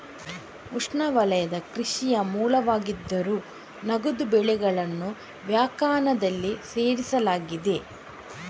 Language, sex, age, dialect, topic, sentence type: Kannada, female, 18-24, Coastal/Dakshin, agriculture, statement